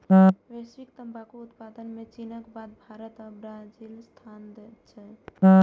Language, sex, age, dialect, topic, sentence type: Maithili, female, 18-24, Eastern / Thethi, agriculture, statement